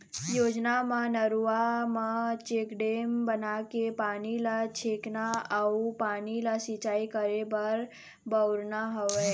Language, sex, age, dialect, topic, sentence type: Chhattisgarhi, female, 25-30, Eastern, agriculture, statement